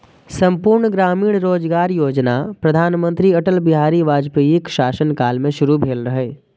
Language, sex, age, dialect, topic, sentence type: Maithili, male, 25-30, Eastern / Thethi, banking, statement